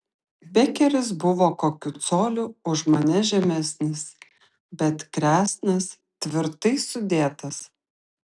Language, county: Lithuanian, Šiauliai